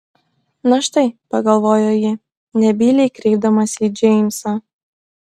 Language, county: Lithuanian, Klaipėda